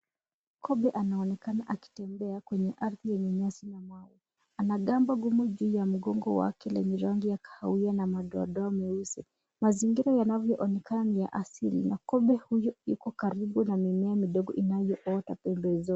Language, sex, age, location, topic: Swahili, female, 25-35, Nairobi, government